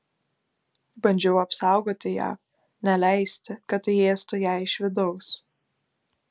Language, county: Lithuanian, Klaipėda